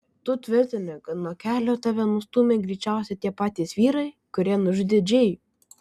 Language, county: Lithuanian, Kaunas